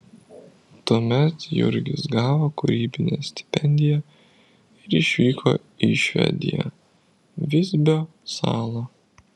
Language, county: Lithuanian, Vilnius